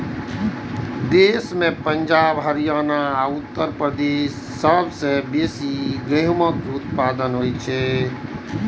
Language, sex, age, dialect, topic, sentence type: Maithili, male, 41-45, Eastern / Thethi, agriculture, statement